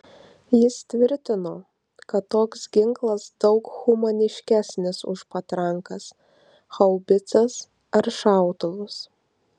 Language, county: Lithuanian, Marijampolė